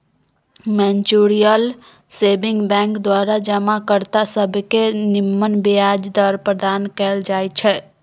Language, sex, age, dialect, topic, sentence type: Magahi, female, 25-30, Western, banking, statement